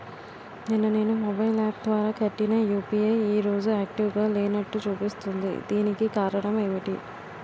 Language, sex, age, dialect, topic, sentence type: Telugu, female, 18-24, Utterandhra, banking, question